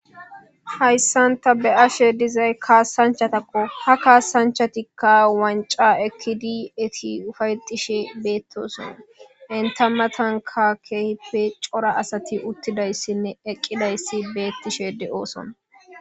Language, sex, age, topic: Gamo, male, 18-24, government